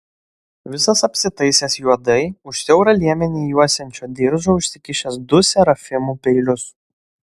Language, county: Lithuanian, Šiauliai